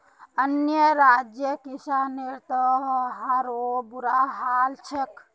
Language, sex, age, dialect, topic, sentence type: Magahi, female, 18-24, Northeastern/Surjapuri, agriculture, statement